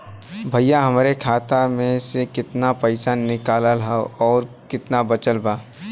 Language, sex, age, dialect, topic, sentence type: Bhojpuri, male, 18-24, Western, banking, question